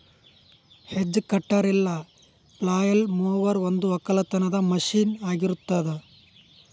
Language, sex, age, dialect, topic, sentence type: Kannada, male, 18-24, Northeastern, agriculture, statement